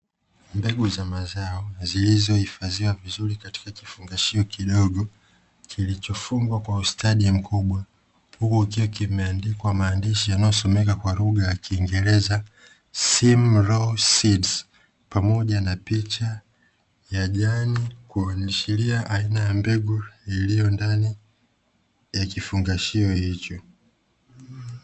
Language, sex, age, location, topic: Swahili, male, 25-35, Dar es Salaam, agriculture